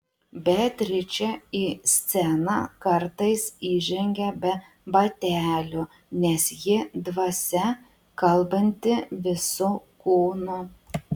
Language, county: Lithuanian, Utena